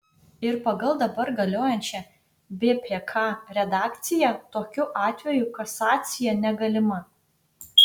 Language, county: Lithuanian, Utena